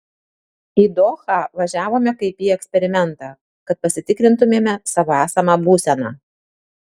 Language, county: Lithuanian, Tauragė